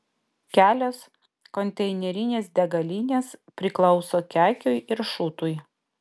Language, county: Lithuanian, Vilnius